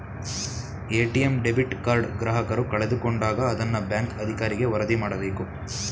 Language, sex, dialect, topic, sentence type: Kannada, male, Mysore Kannada, banking, statement